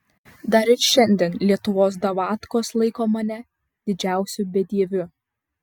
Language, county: Lithuanian, Vilnius